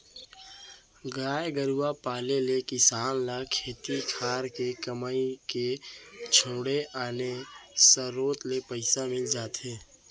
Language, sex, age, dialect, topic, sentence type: Chhattisgarhi, male, 18-24, Central, agriculture, statement